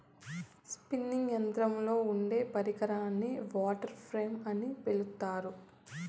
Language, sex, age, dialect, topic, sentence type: Telugu, female, 18-24, Southern, agriculture, statement